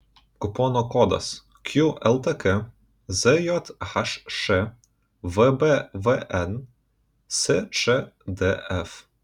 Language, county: Lithuanian, Kaunas